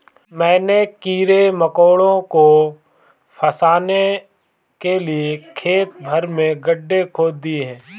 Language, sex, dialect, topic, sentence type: Hindi, male, Marwari Dhudhari, agriculture, statement